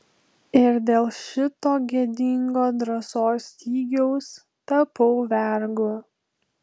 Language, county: Lithuanian, Telšiai